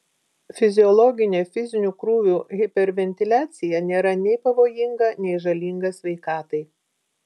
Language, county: Lithuanian, Vilnius